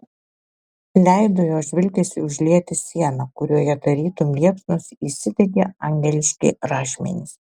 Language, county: Lithuanian, Alytus